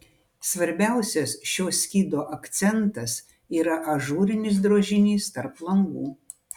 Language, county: Lithuanian, Utena